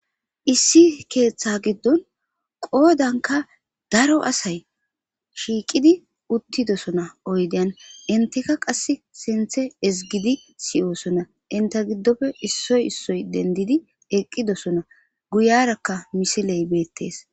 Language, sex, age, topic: Gamo, male, 18-24, government